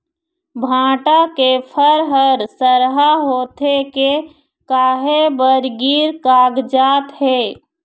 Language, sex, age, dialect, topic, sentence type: Chhattisgarhi, female, 41-45, Eastern, agriculture, question